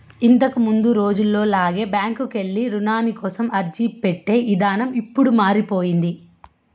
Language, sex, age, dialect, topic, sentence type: Telugu, female, 25-30, Southern, banking, statement